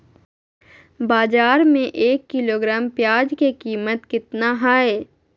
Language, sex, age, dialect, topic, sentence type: Magahi, female, 51-55, Southern, agriculture, question